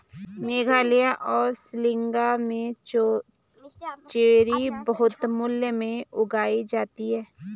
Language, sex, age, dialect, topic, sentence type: Hindi, female, 25-30, Garhwali, agriculture, statement